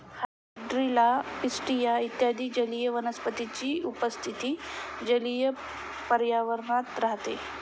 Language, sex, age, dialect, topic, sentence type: Marathi, female, 25-30, Standard Marathi, agriculture, statement